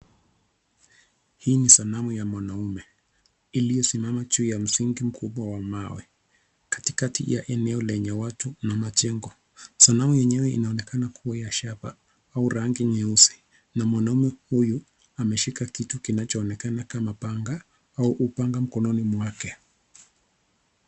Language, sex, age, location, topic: Swahili, male, 25-35, Nairobi, government